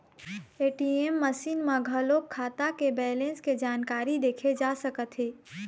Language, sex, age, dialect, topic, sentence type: Chhattisgarhi, female, 25-30, Eastern, banking, statement